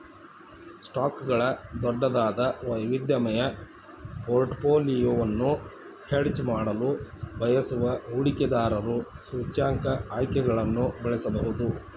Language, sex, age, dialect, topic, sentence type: Kannada, male, 56-60, Dharwad Kannada, banking, statement